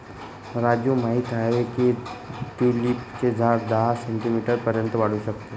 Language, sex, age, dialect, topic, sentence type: Marathi, male, 25-30, Northern Konkan, agriculture, statement